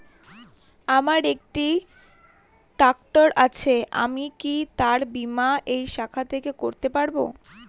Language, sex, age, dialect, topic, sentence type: Bengali, female, 18-24, Northern/Varendri, banking, question